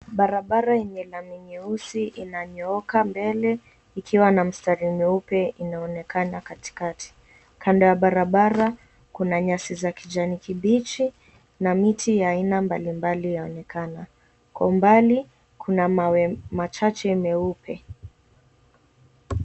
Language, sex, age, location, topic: Swahili, female, 18-24, Mombasa, agriculture